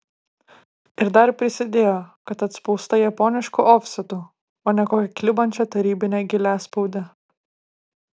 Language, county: Lithuanian, Kaunas